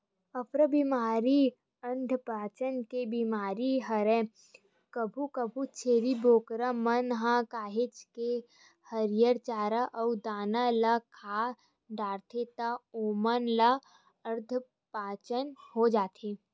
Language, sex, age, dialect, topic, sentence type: Chhattisgarhi, female, 25-30, Western/Budati/Khatahi, agriculture, statement